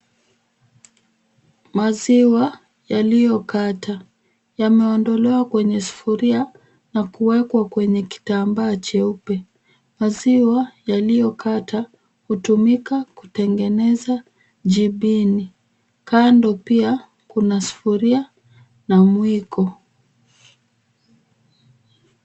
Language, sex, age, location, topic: Swahili, female, 50+, Kisumu, agriculture